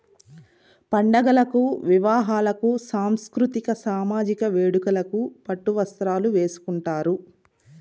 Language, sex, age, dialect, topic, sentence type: Telugu, female, 36-40, Southern, agriculture, statement